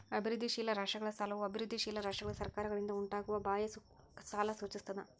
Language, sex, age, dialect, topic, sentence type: Kannada, female, 41-45, Central, banking, statement